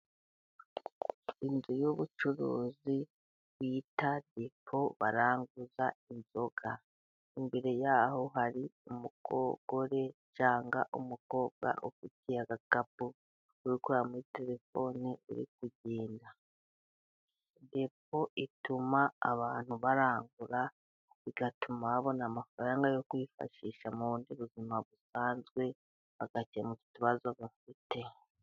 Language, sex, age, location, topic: Kinyarwanda, female, 36-49, Burera, finance